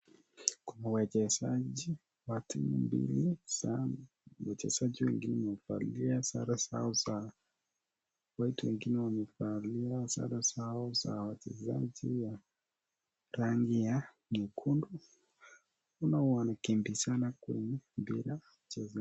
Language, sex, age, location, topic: Swahili, male, 18-24, Nakuru, government